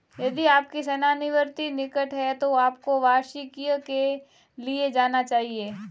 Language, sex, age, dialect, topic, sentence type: Hindi, female, 18-24, Marwari Dhudhari, banking, statement